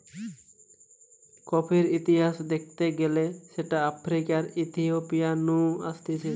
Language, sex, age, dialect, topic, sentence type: Bengali, male, 18-24, Western, agriculture, statement